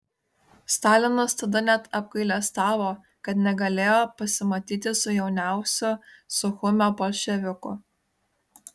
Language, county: Lithuanian, Kaunas